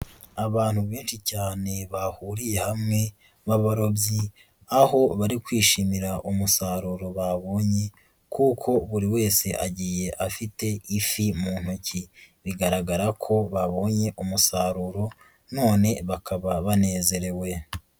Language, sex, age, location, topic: Kinyarwanda, female, 36-49, Nyagatare, agriculture